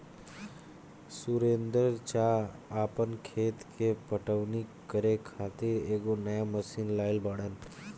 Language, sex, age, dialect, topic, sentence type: Bhojpuri, male, 18-24, Southern / Standard, agriculture, statement